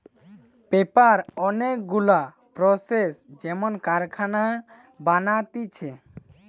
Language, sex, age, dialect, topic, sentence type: Bengali, male, <18, Western, agriculture, statement